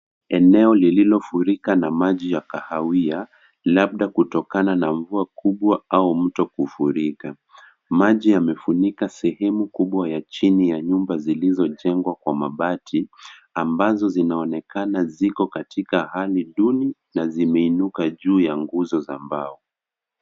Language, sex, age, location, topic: Swahili, male, 18-24, Nairobi, health